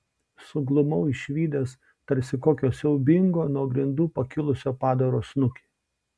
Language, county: Lithuanian, Šiauliai